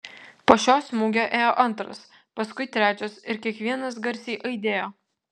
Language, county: Lithuanian, Vilnius